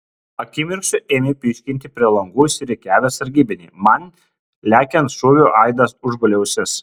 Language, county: Lithuanian, Kaunas